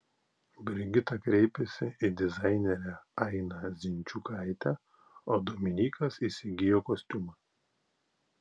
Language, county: Lithuanian, Klaipėda